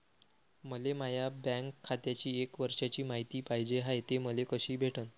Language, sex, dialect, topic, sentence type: Marathi, male, Varhadi, banking, question